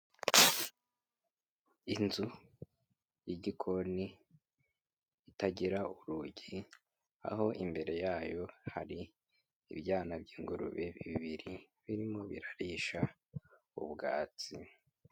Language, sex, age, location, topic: Kinyarwanda, female, 18-24, Kigali, agriculture